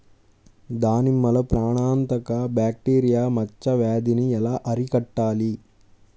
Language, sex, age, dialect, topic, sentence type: Telugu, male, 18-24, Central/Coastal, agriculture, question